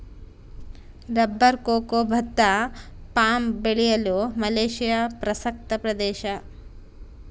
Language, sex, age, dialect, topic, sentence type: Kannada, female, 36-40, Central, agriculture, statement